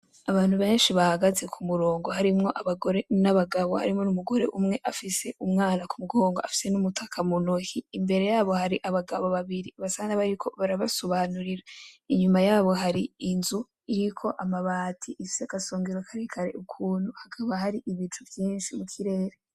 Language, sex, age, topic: Rundi, female, 18-24, agriculture